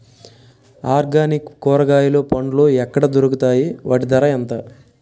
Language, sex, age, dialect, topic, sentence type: Telugu, male, 18-24, Utterandhra, agriculture, question